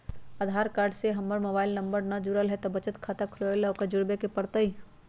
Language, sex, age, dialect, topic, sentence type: Magahi, male, 36-40, Western, banking, question